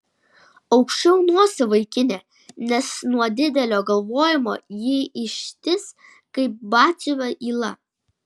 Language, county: Lithuanian, Šiauliai